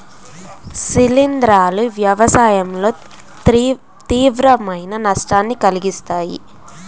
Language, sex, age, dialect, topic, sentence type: Telugu, female, 18-24, Central/Coastal, agriculture, statement